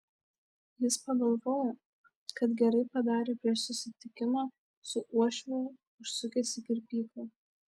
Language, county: Lithuanian, Šiauliai